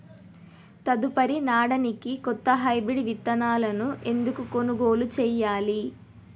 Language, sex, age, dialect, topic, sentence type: Telugu, female, 36-40, Telangana, agriculture, question